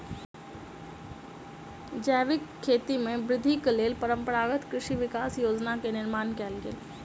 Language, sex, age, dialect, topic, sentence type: Maithili, female, 25-30, Southern/Standard, agriculture, statement